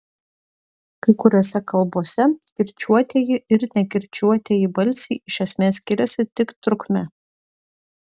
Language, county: Lithuanian, Utena